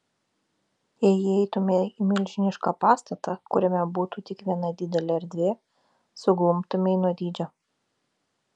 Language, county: Lithuanian, Vilnius